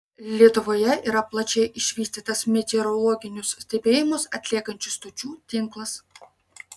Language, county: Lithuanian, Marijampolė